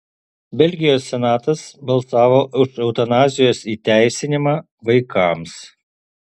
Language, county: Lithuanian, Alytus